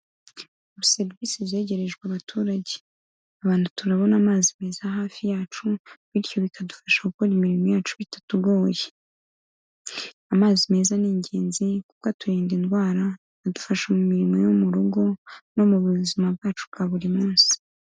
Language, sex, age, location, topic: Kinyarwanda, female, 18-24, Kigali, health